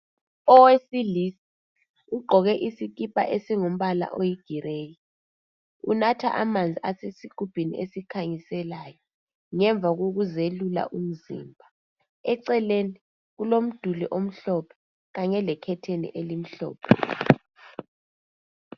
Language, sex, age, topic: North Ndebele, female, 25-35, health